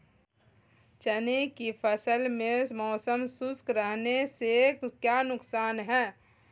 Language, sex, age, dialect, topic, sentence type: Hindi, female, 25-30, Marwari Dhudhari, agriculture, question